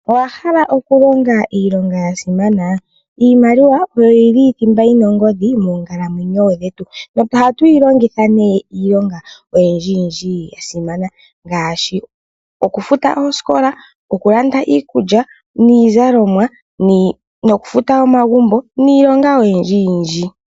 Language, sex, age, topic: Oshiwambo, female, 18-24, finance